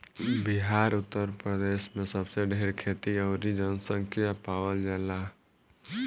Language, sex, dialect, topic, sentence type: Bhojpuri, male, Southern / Standard, agriculture, statement